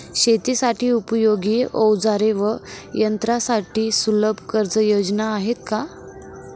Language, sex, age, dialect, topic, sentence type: Marathi, female, 18-24, Northern Konkan, agriculture, question